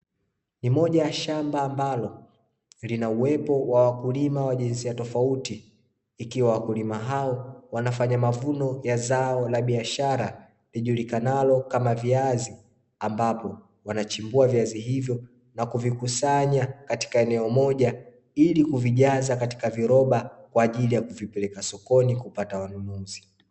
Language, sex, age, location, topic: Swahili, male, 25-35, Dar es Salaam, agriculture